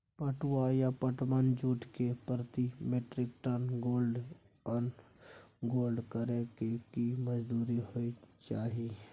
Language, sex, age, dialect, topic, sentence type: Maithili, male, 46-50, Bajjika, agriculture, question